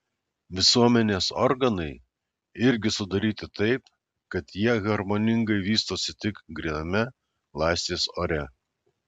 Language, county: Lithuanian, Alytus